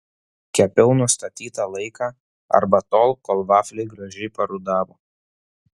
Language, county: Lithuanian, Vilnius